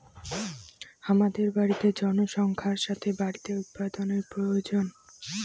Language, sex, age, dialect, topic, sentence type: Bengali, female, <18, Rajbangshi, agriculture, statement